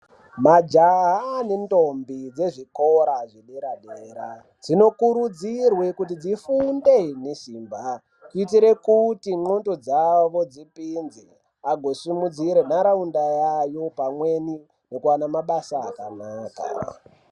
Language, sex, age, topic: Ndau, male, 18-24, education